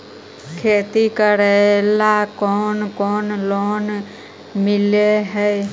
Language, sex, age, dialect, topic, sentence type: Magahi, female, 25-30, Central/Standard, banking, question